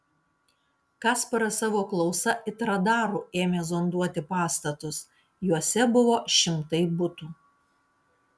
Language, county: Lithuanian, Kaunas